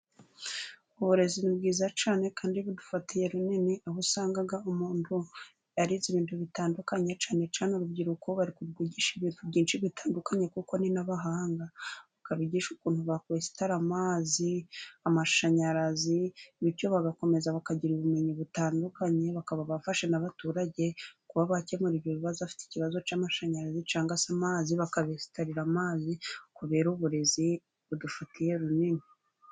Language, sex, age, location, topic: Kinyarwanda, female, 25-35, Burera, education